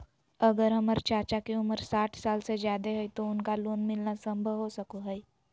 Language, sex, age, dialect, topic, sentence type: Magahi, female, 18-24, Southern, banking, statement